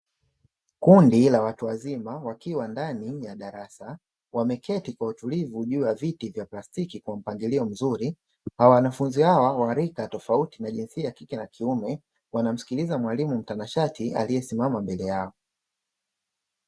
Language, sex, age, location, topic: Swahili, male, 25-35, Dar es Salaam, education